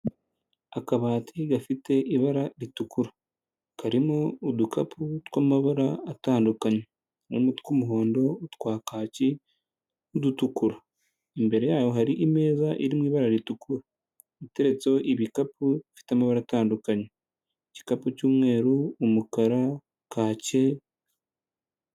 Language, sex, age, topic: Kinyarwanda, male, 18-24, finance